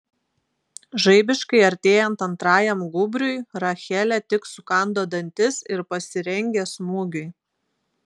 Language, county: Lithuanian, Klaipėda